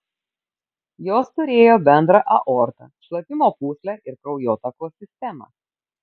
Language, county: Lithuanian, Kaunas